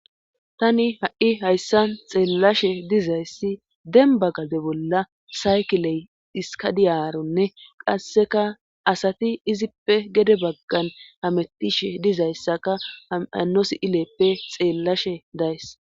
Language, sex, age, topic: Gamo, female, 25-35, government